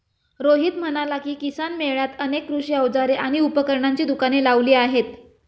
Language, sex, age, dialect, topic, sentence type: Marathi, female, 25-30, Standard Marathi, agriculture, statement